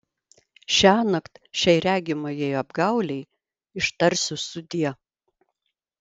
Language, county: Lithuanian, Vilnius